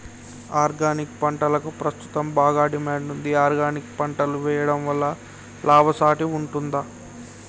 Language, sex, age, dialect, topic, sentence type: Telugu, male, 60-100, Telangana, agriculture, question